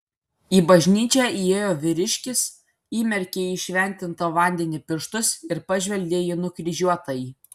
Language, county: Lithuanian, Kaunas